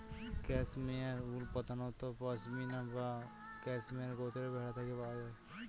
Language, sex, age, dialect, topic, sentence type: Bengali, male, 18-24, Northern/Varendri, agriculture, statement